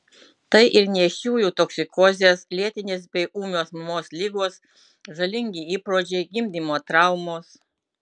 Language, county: Lithuanian, Utena